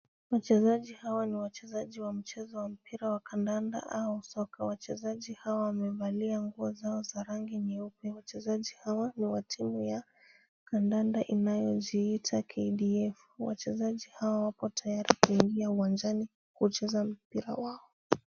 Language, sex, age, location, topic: Swahili, female, 25-35, Kisumu, government